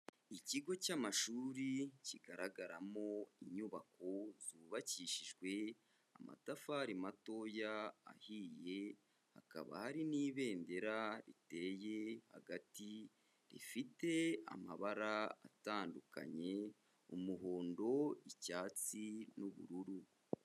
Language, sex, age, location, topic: Kinyarwanda, male, 25-35, Kigali, education